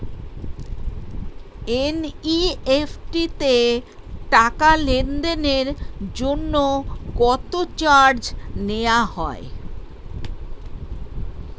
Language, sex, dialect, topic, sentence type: Bengali, female, Standard Colloquial, banking, question